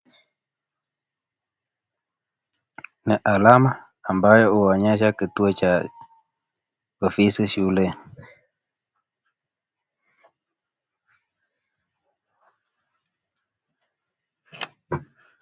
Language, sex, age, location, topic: Swahili, male, 25-35, Nakuru, education